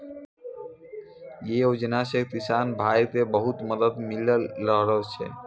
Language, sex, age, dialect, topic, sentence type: Maithili, male, 60-100, Angika, agriculture, statement